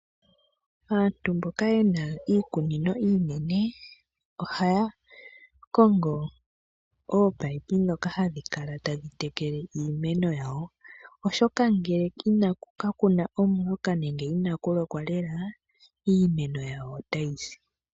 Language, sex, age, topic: Oshiwambo, female, 18-24, agriculture